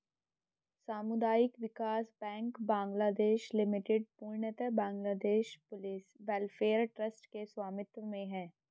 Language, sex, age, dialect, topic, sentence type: Hindi, female, 31-35, Hindustani Malvi Khadi Boli, banking, statement